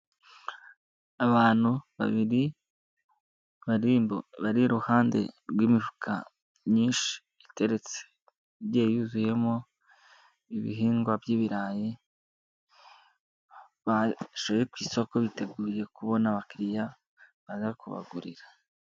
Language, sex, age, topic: Kinyarwanda, male, 18-24, agriculture